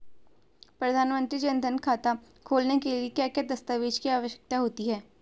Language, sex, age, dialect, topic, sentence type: Hindi, female, 18-24, Garhwali, banking, question